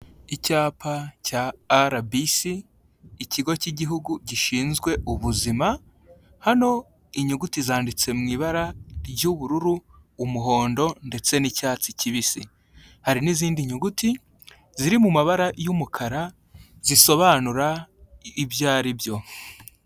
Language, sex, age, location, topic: Kinyarwanda, male, 18-24, Huye, health